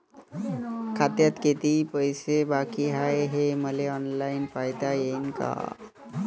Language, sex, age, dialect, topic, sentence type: Marathi, male, 18-24, Varhadi, banking, question